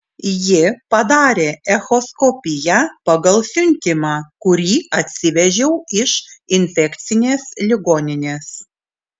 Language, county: Lithuanian, Klaipėda